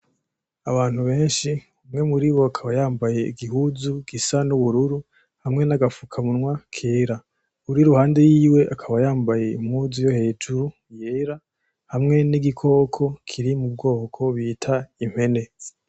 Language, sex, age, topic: Rundi, male, 18-24, agriculture